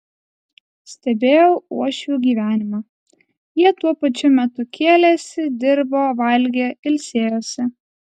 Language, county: Lithuanian, Alytus